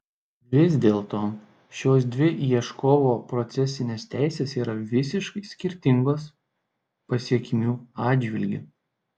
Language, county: Lithuanian, Šiauliai